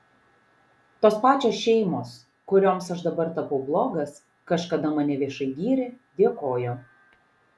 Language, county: Lithuanian, Šiauliai